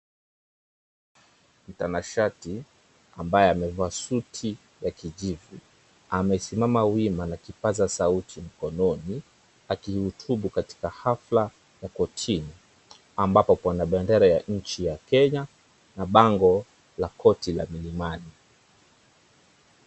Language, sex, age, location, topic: Swahili, male, 36-49, Mombasa, government